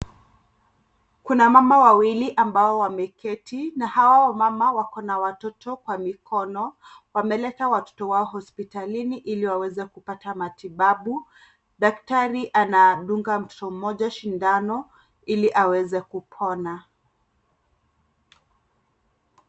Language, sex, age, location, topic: Swahili, female, 25-35, Kisii, health